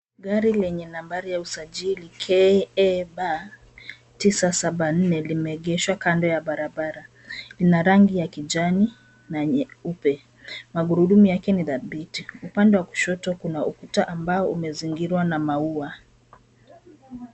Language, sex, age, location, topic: Swahili, female, 25-35, Nairobi, finance